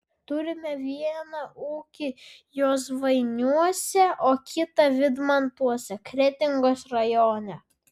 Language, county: Lithuanian, Vilnius